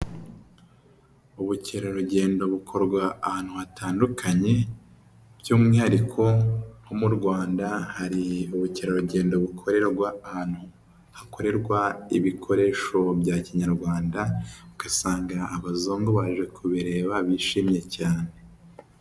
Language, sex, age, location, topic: Kinyarwanda, male, 18-24, Huye, health